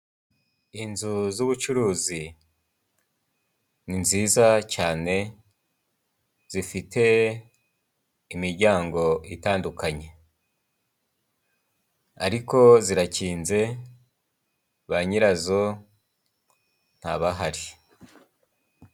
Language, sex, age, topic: Kinyarwanda, male, 36-49, government